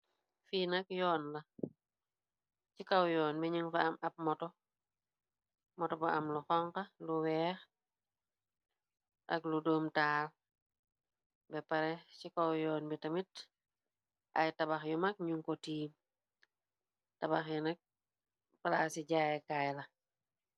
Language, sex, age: Wolof, female, 25-35